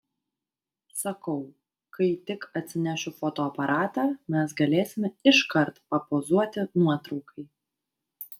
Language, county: Lithuanian, Vilnius